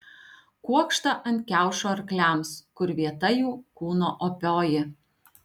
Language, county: Lithuanian, Alytus